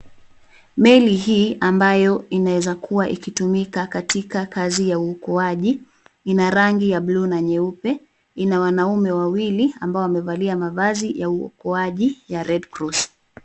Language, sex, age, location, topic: Swahili, female, 36-49, Nairobi, health